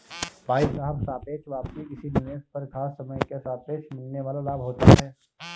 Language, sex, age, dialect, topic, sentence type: Hindi, male, 25-30, Awadhi Bundeli, banking, statement